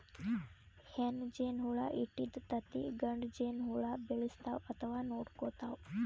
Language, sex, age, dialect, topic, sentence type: Kannada, female, 18-24, Northeastern, agriculture, statement